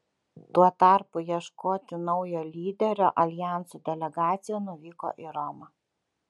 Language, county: Lithuanian, Kaunas